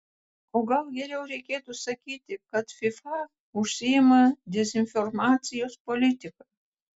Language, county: Lithuanian, Kaunas